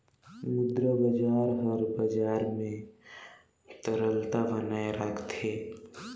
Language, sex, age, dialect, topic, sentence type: Chhattisgarhi, male, 18-24, Northern/Bhandar, banking, statement